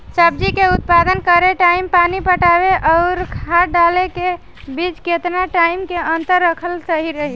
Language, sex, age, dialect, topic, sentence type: Bhojpuri, female, 18-24, Southern / Standard, agriculture, question